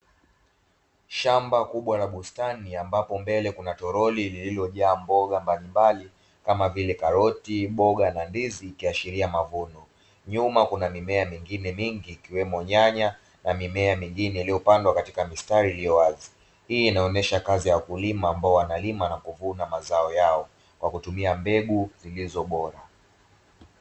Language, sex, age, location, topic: Swahili, male, 25-35, Dar es Salaam, agriculture